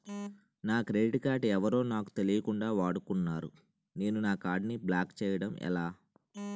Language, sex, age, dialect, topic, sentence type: Telugu, male, 31-35, Utterandhra, banking, question